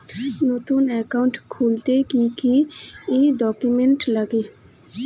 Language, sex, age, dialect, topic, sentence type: Bengali, male, 25-30, Rajbangshi, banking, question